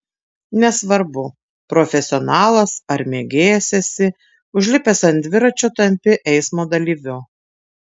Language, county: Lithuanian, Tauragė